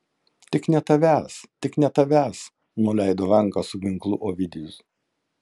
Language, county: Lithuanian, Kaunas